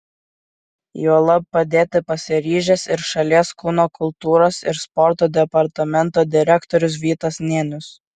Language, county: Lithuanian, Kaunas